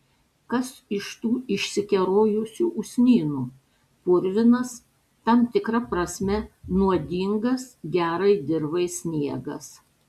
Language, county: Lithuanian, Panevėžys